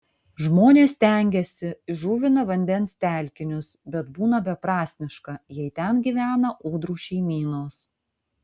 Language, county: Lithuanian, Vilnius